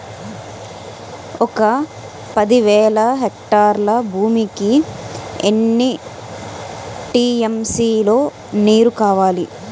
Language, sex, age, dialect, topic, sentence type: Telugu, female, 36-40, Utterandhra, agriculture, question